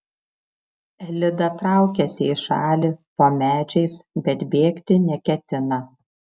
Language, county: Lithuanian, Šiauliai